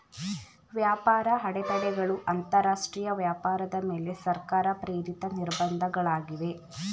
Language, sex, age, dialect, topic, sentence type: Kannada, female, 18-24, Mysore Kannada, banking, statement